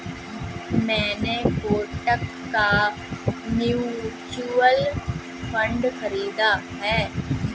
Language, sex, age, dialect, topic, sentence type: Hindi, female, 18-24, Kanauji Braj Bhasha, banking, statement